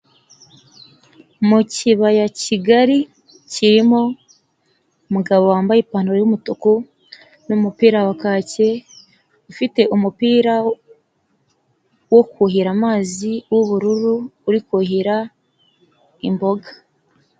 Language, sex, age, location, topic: Kinyarwanda, female, 25-35, Nyagatare, agriculture